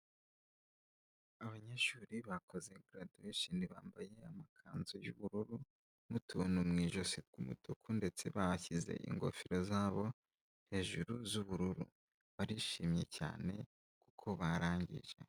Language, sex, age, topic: Kinyarwanda, male, 18-24, education